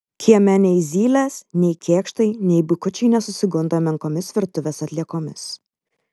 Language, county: Lithuanian, Vilnius